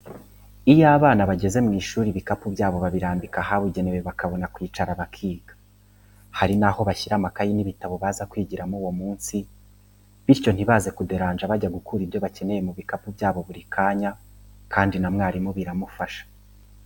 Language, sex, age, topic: Kinyarwanda, male, 25-35, education